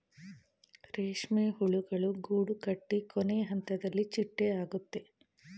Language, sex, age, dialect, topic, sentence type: Kannada, female, 36-40, Mysore Kannada, agriculture, statement